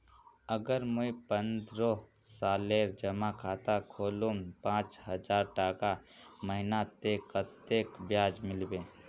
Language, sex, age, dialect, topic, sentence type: Magahi, male, 18-24, Northeastern/Surjapuri, banking, question